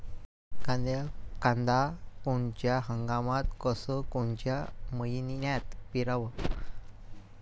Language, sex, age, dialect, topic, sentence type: Marathi, male, 18-24, Varhadi, agriculture, question